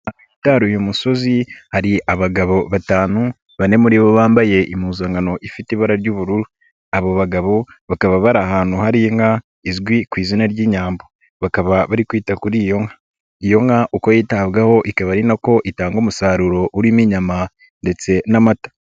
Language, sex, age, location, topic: Kinyarwanda, male, 25-35, Nyagatare, agriculture